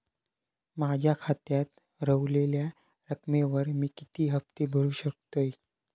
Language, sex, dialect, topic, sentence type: Marathi, male, Southern Konkan, banking, question